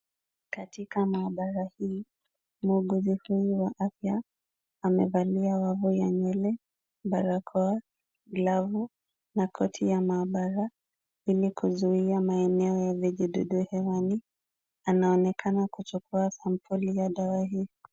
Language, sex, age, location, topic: Swahili, female, 18-24, Kisumu, agriculture